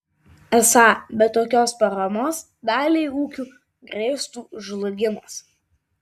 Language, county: Lithuanian, Vilnius